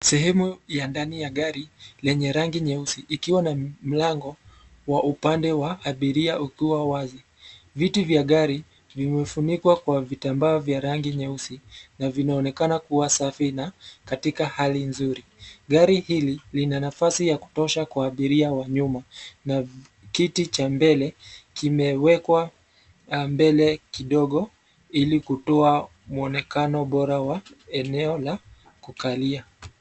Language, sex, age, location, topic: Swahili, male, 25-35, Nairobi, finance